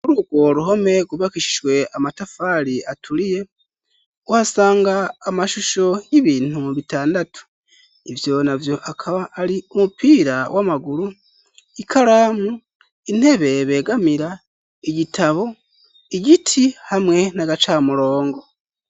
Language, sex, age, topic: Rundi, male, 18-24, education